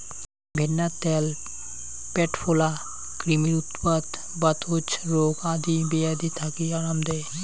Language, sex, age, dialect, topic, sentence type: Bengali, male, 51-55, Rajbangshi, agriculture, statement